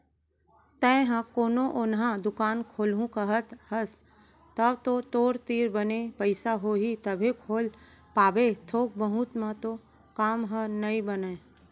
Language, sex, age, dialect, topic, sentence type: Chhattisgarhi, female, 31-35, Central, banking, statement